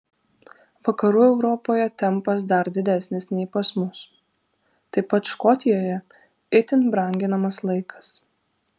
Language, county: Lithuanian, Vilnius